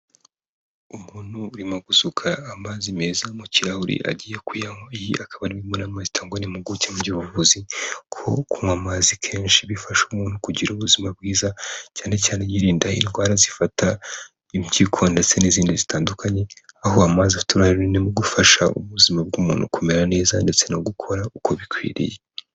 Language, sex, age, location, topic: Kinyarwanda, male, 18-24, Kigali, health